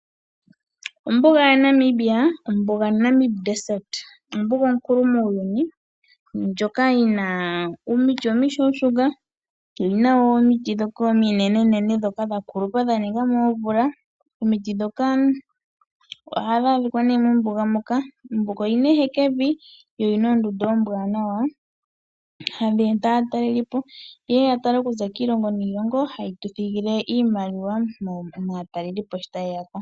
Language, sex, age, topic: Oshiwambo, female, 18-24, agriculture